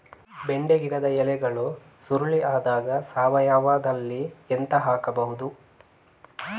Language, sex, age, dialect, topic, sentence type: Kannada, male, 18-24, Coastal/Dakshin, agriculture, question